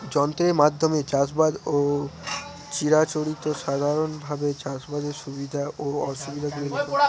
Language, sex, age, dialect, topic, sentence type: Bengali, male, 18-24, Northern/Varendri, agriculture, question